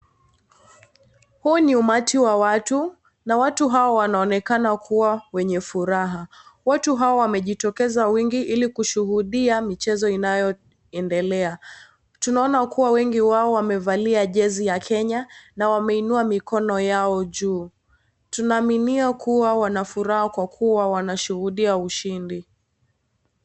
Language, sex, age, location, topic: Swahili, female, 18-24, Kisii, government